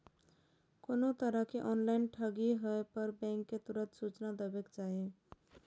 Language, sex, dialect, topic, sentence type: Maithili, female, Eastern / Thethi, banking, statement